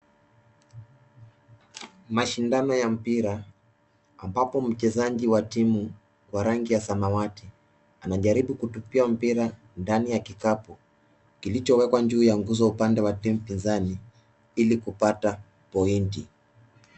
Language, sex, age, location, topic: Swahili, male, 18-24, Nairobi, education